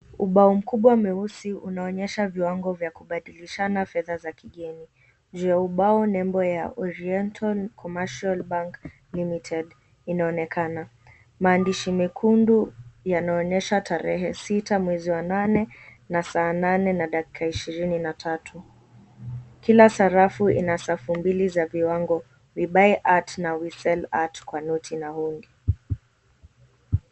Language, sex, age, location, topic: Swahili, female, 18-24, Mombasa, finance